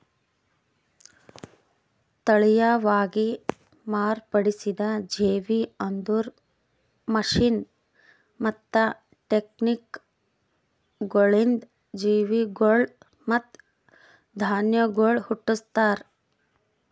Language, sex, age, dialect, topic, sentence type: Kannada, female, 25-30, Northeastern, agriculture, statement